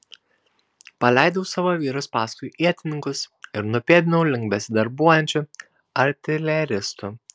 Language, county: Lithuanian, Kaunas